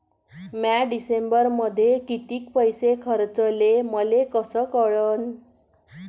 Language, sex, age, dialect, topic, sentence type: Marathi, female, 41-45, Varhadi, banking, question